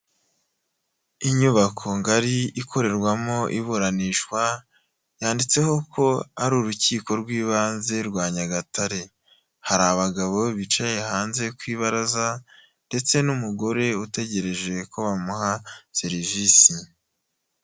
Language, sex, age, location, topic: Kinyarwanda, male, 18-24, Nyagatare, government